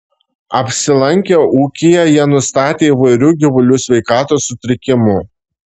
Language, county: Lithuanian, Šiauliai